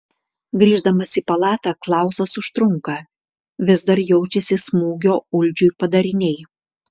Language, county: Lithuanian, Klaipėda